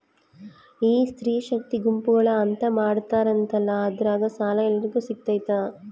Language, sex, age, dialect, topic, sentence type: Kannada, female, 25-30, Central, banking, question